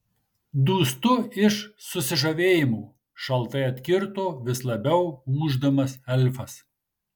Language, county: Lithuanian, Marijampolė